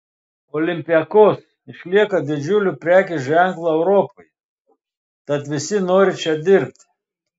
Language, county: Lithuanian, Telšiai